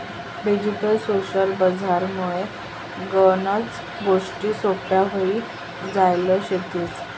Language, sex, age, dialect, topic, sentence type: Marathi, female, 25-30, Northern Konkan, banking, statement